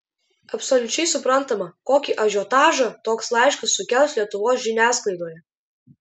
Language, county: Lithuanian, Klaipėda